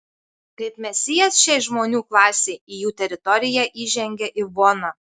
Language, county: Lithuanian, Marijampolė